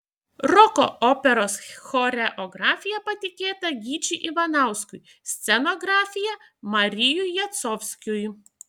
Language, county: Lithuanian, Šiauliai